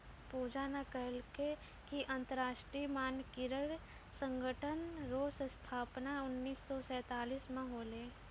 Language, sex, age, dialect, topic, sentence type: Maithili, female, 51-55, Angika, banking, statement